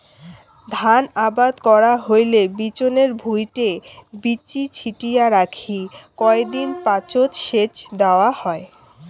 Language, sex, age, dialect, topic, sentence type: Bengali, female, 18-24, Rajbangshi, agriculture, statement